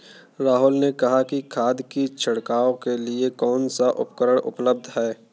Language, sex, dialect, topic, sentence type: Hindi, male, Kanauji Braj Bhasha, agriculture, statement